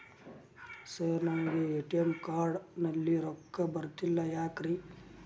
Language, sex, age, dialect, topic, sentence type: Kannada, male, 46-50, Dharwad Kannada, banking, question